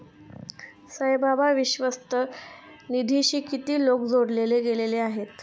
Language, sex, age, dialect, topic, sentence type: Marathi, female, 31-35, Standard Marathi, banking, statement